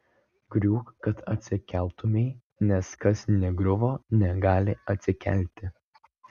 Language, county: Lithuanian, Vilnius